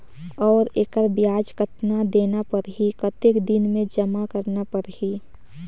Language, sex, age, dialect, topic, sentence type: Chhattisgarhi, female, 18-24, Northern/Bhandar, banking, question